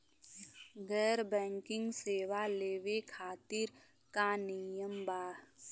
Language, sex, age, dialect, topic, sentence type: Bhojpuri, female, 25-30, Western, banking, question